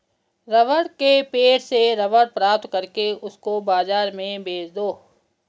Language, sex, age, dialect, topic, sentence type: Hindi, female, 56-60, Garhwali, agriculture, statement